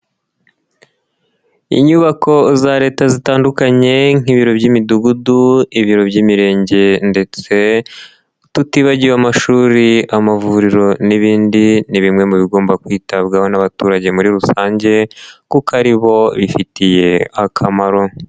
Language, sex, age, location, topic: Kinyarwanda, male, 25-35, Nyagatare, government